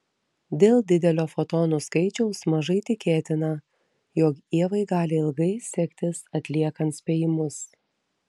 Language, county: Lithuanian, Telšiai